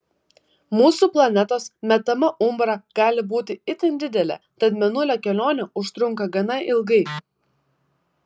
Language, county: Lithuanian, Vilnius